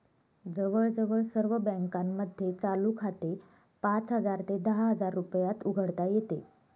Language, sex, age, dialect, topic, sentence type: Marathi, female, 25-30, Northern Konkan, banking, statement